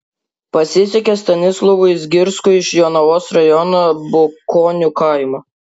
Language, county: Lithuanian, Klaipėda